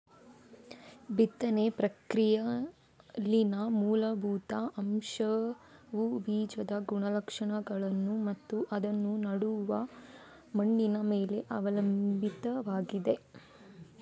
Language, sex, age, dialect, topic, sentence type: Kannada, female, 25-30, Coastal/Dakshin, agriculture, statement